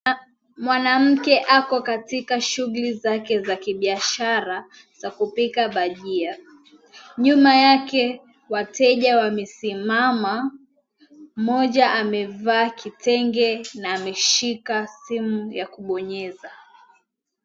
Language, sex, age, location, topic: Swahili, female, 18-24, Mombasa, agriculture